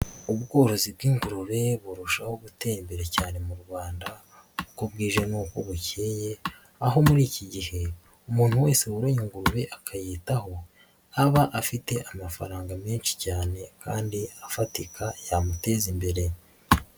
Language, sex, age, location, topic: Kinyarwanda, female, 18-24, Nyagatare, agriculture